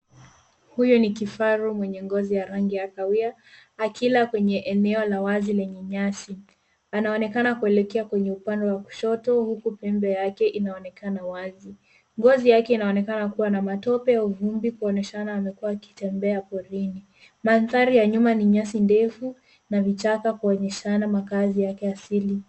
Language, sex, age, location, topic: Swahili, female, 18-24, Nairobi, government